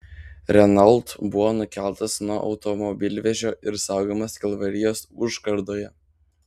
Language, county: Lithuanian, Panevėžys